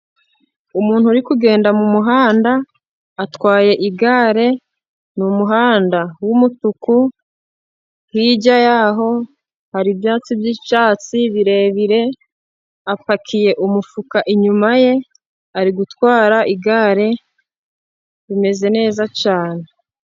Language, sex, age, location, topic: Kinyarwanda, female, 25-35, Musanze, government